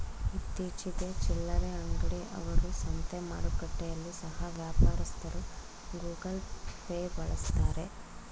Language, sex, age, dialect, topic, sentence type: Kannada, female, 36-40, Mysore Kannada, banking, statement